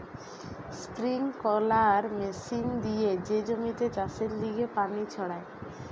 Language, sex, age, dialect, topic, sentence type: Bengali, male, 60-100, Western, agriculture, statement